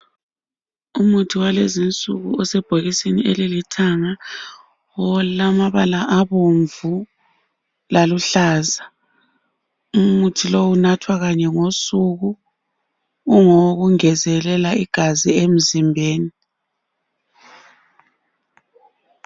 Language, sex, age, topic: North Ndebele, female, 36-49, health